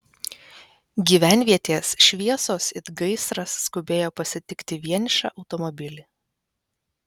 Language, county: Lithuanian, Vilnius